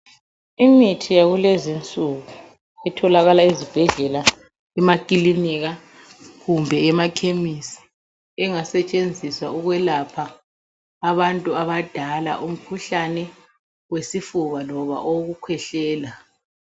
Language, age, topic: North Ndebele, 36-49, health